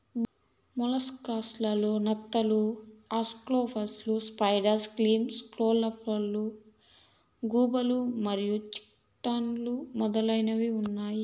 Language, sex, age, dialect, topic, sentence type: Telugu, female, 25-30, Southern, agriculture, statement